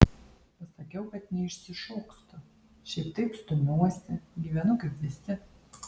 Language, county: Lithuanian, Alytus